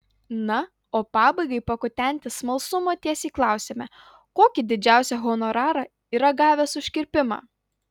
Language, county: Lithuanian, Utena